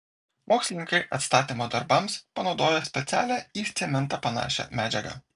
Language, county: Lithuanian, Vilnius